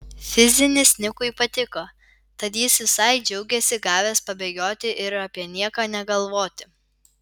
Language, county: Lithuanian, Vilnius